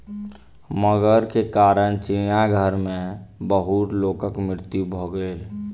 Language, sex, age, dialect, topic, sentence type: Maithili, male, 25-30, Southern/Standard, agriculture, statement